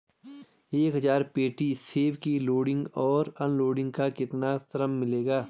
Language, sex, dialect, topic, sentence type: Hindi, male, Garhwali, agriculture, question